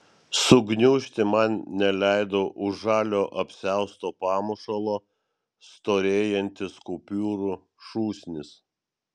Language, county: Lithuanian, Vilnius